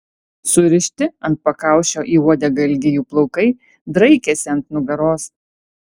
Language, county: Lithuanian, Alytus